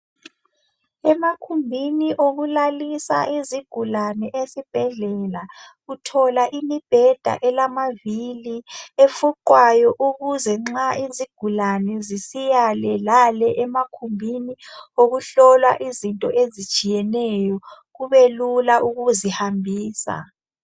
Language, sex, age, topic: North Ndebele, female, 18-24, health